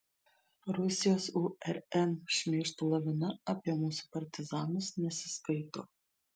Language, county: Lithuanian, Šiauliai